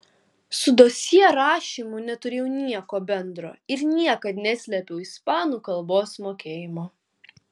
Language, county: Lithuanian, Kaunas